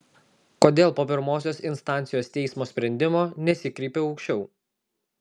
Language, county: Lithuanian, Kaunas